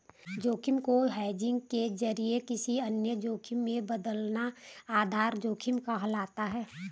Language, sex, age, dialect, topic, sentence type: Hindi, female, 31-35, Garhwali, banking, statement